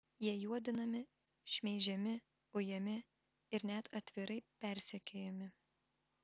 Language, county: Lithuanian, Vilnius